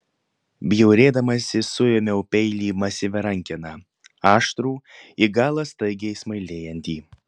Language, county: Lithuanian, Panevėžys